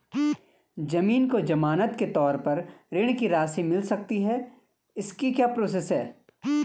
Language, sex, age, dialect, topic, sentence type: Hindi, male, 25-30, Garhwali, banking, question